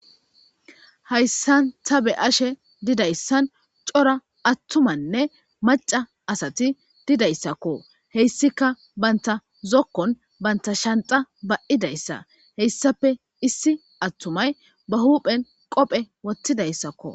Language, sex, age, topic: Gamo, male, 25-35, government